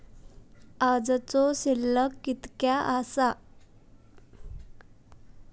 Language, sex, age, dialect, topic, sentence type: Marathi, female, 18-24, Southern Konkan, banking, statement